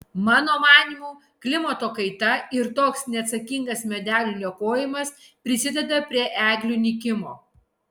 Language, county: Lithuanian, Kaunas